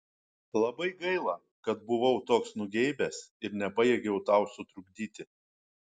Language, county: Lithuanian, Kaunas